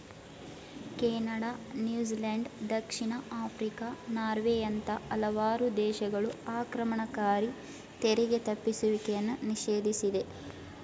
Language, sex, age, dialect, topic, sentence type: Kannada, female, 18-24, Mysore Kannada, banking, statement